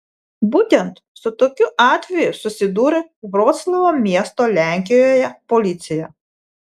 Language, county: Lithuanian, Vilnius